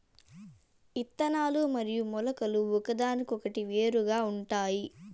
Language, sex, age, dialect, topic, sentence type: Telugu, female, 18-24, Southern, agriculture, statement